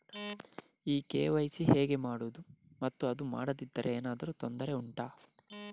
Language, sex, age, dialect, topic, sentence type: Kannada, male, 31-35, Coastal/Dakshin, banking, question